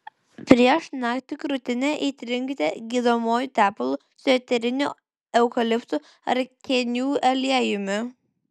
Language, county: Lithuanian, Vilnius